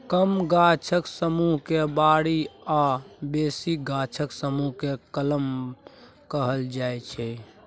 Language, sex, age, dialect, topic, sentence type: Maithili, male, 25-30, Bajjika, agriculture, statement